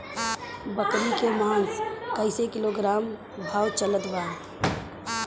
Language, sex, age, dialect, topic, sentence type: Bhojpuri, female, 31-35, Southern / Standard, agriculture, question